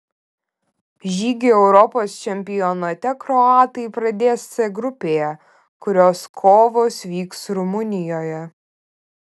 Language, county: Lithuanian, Vilnius